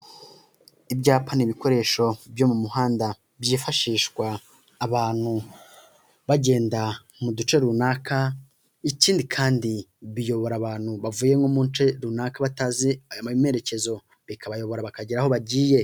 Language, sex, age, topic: Kinyarwanda, male, 18-24, government